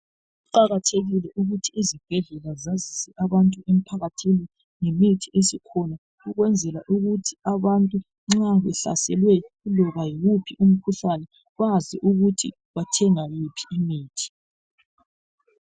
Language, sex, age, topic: North Ndebele, female, 36-49, health